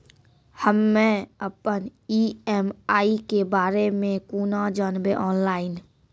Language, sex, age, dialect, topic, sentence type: Maithili, female, 56-60, Angika, banking, question